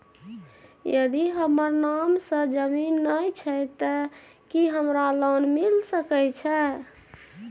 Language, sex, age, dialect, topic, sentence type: Maithili, female, 31-35, Bajjika, banking, question